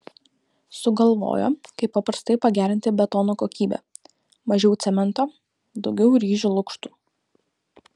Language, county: Lithuanian, Kaunas